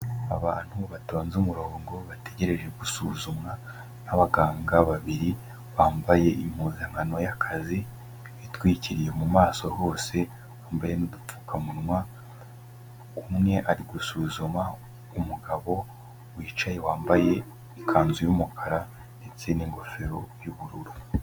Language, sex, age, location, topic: Kinyarwanda, male, 18-24, Kigali, health